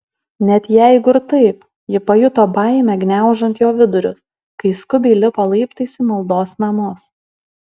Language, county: Lithuanian, Alytus